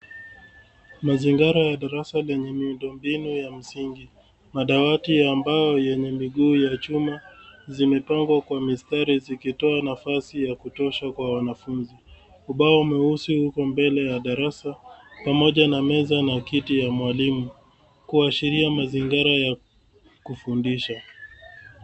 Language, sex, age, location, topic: Swahili, male, 36-49, Nairobi, education